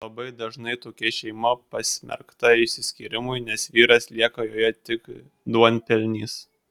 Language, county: Lithuanian, Kaunas